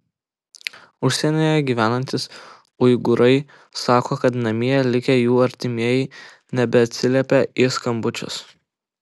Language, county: Lithuanian, Kaunas